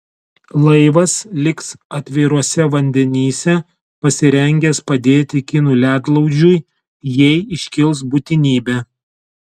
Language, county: Lithuanian, Telšiai